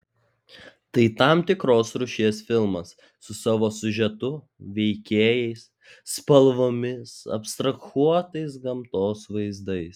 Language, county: Lithuanian, Klaipėda